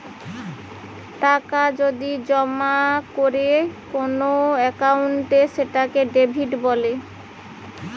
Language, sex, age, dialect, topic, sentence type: Bengali, female, 31-35, Western, banking, statement